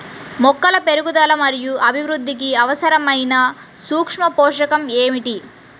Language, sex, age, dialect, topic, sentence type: Telugu, female, 36-40, Central/Coastal, agriculture, question